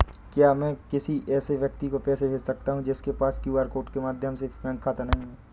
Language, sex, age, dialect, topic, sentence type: Hindi, male, 18-24, Awadhi Bundeli, banking, question